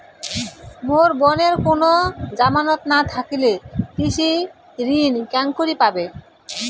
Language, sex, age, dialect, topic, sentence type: Bengali, male, 18-24, Rajbangshi, agriculture, statement